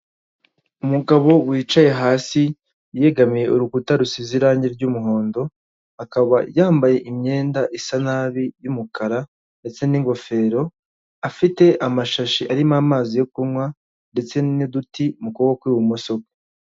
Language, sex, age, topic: Kinyarwanda, male, 18-24, health